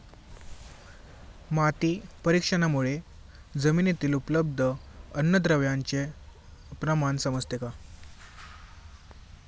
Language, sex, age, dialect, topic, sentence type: Marathi, male, 18-24, Standard Marathi, agriculture, question